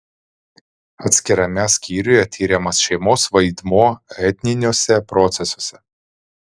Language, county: Lithuanian, Vilnius